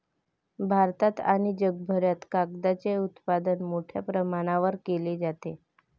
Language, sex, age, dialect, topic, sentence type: Marathi, female, 18-24, Varhadi, agriculture, statement